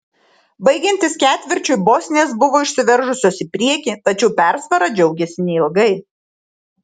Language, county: Lithuanian, Šiauliai